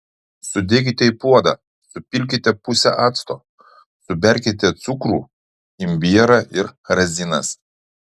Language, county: Lithuanian, Utena